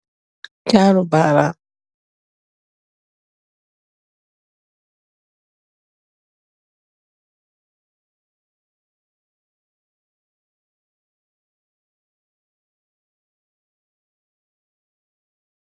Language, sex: Wolof, female